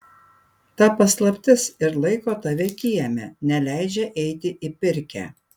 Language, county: Lithuanian, Panevėžys